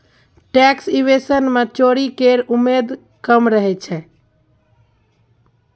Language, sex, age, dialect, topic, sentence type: Maithili, female, 41-45, Bajjika, banking, statement